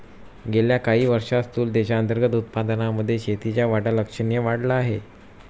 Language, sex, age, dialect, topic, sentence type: Marathi, male, 25-30, Standard Marathi, agriculture, statement